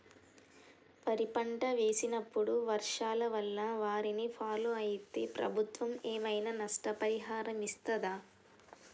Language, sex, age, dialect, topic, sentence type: Telugu, female, 18-24, Telangana, agriculture, question